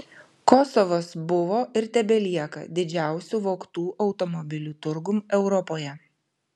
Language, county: Lithuanian, Vilnius